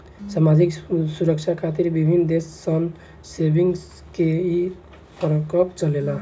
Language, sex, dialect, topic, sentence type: Bhojpuri, male, Southern / Standard, banking, statement